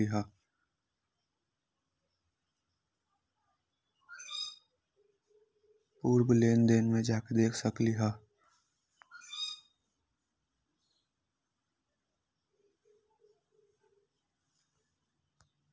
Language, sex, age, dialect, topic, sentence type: Magahi, male, 18-24, Western, banking, question